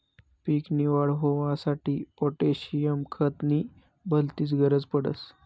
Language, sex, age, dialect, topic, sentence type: Marathi, male, 25-30, Northern Konkan, agriculture, statement